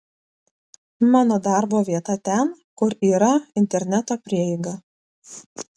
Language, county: Lithuanian, Vilnius